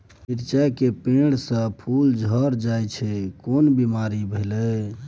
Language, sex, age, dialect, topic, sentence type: Maithili, male, 25-30, Bajjika, agriculture, question